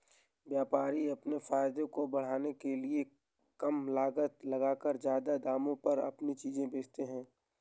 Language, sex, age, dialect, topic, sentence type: Hindi, male, 18-24, Awadhi Bundeli, banking, statement